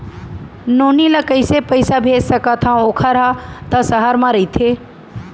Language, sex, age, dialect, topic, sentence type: Chhattisgarhi, female, 36-40, Central, banking, question